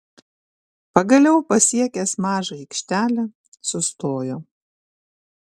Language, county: Lithuanian, Šiauliai